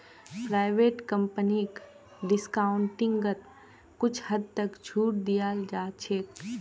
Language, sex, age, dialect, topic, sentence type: Magahi, female, 25-30, Northeastern/Surjapuri, banking, statement